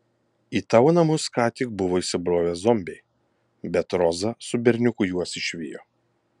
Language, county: Lithuanian, Kaunas